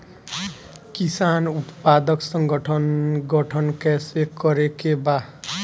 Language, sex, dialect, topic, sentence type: Bhojpuri, male, Northern, agriculture, question